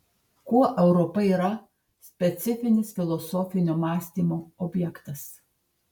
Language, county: Lithuanian, Tauragė